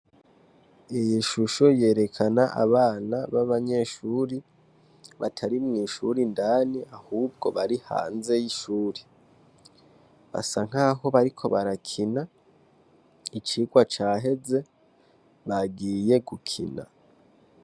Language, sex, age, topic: Rundi, male, 18-24, education